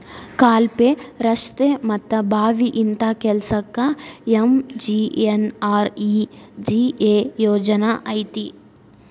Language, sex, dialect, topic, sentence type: Kannada, female, Dharwad Kannada, banking, statement